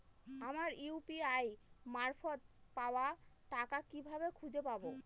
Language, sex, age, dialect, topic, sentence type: Bengali, female, 25-30, Northern/Varendri, banking, question